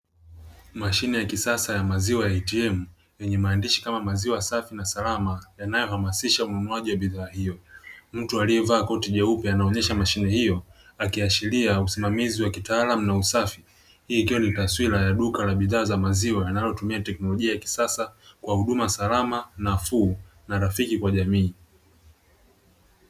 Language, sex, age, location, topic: Swahili, male, 25-35, Dar es Salaam, finance